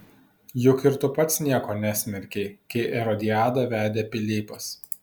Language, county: Lithuanian, Vilnius